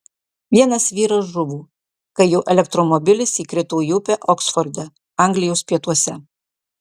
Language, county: Lithuanian, Marijampolė